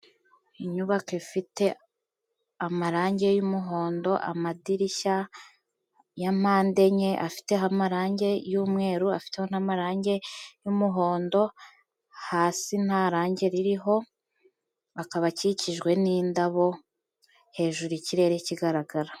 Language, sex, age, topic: Kinyarwanda, female, 18-24, health